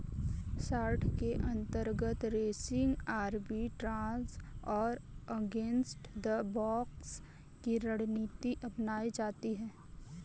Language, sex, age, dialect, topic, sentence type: Hindi, female, 18-24, Kanauji Braj Bhasha, banking, statement